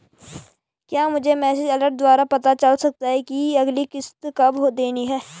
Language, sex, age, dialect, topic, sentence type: Hindi, female, 25-30, Garhwali, banking, question